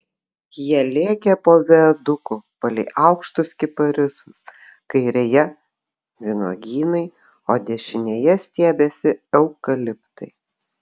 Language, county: Lithuanian, Vilnius